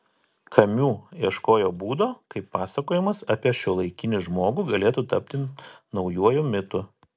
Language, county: Lithuanian, Telšiai